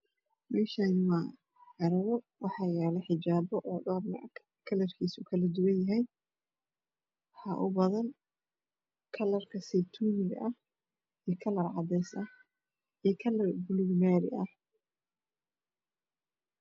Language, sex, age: Somali, female, 25-35